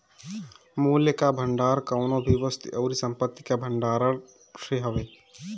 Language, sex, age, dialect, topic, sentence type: Bhojpuri, male, 18-24, Northern, banking, statement